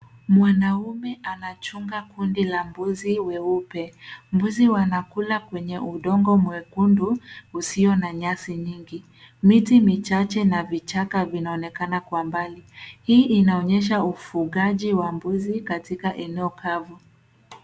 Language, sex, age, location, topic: Swahili, female, 18-24, Nairobi, health